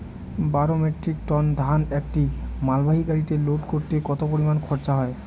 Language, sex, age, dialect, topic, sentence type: Bengali, male, 18-24, Northern/Varendri, agriculture, question